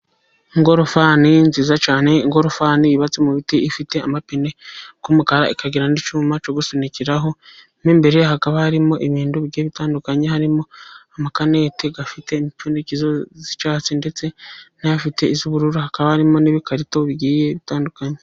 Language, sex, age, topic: Kinyarwanda, female, 25-35, finance